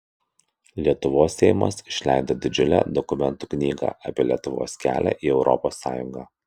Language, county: Lithuanian, Kaunas